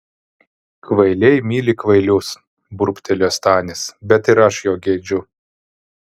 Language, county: Lithuanian, Vilnius